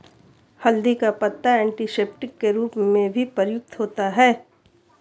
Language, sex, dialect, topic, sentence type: Hindi, female, Marwari Dhudhari, agriculture, statement